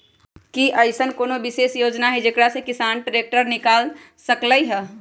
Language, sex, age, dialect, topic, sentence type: Magahi, female, 31-35, Western, agriculture, statement